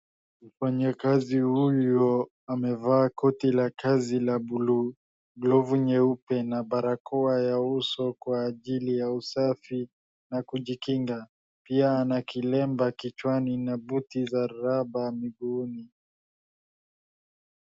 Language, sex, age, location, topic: Swahili, male, 50+, Wajir, agriculture